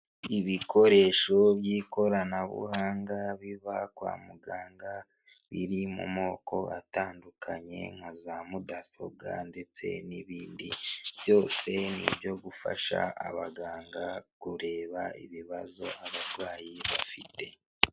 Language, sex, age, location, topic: Kinyarwanda, male, 25-35, Huye, health